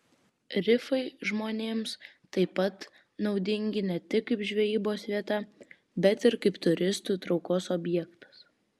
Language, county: Lithuanian, Vilnius